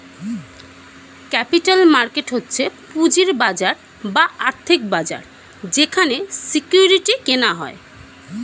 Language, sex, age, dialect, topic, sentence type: Bengali, female, 31-35, Standard Colloquial, banking, statement